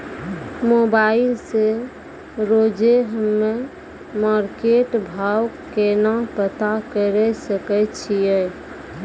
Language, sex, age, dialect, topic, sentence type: Maithili, female, 31-35, Angika, agriculture, question